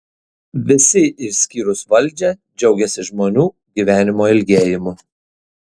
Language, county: Lithuanian, Šiauliai